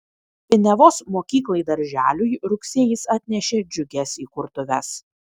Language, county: Lithuanian, Kaunas